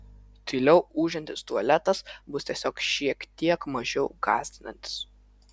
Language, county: Lithuanian, Vilnius